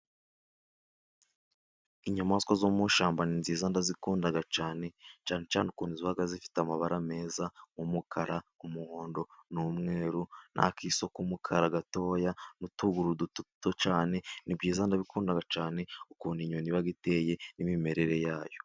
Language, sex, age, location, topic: Kinyarwanda, male, 18-24, Musanze, agriculture